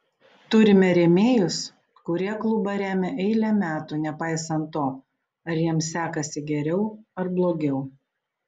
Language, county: Lithuanian, Panevėžys